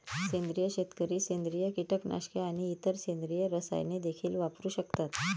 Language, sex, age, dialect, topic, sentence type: Marathi, female, 36-40, Varhadi, agriculture, statement